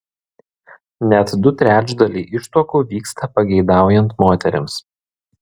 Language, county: Lithuanian, Vilnius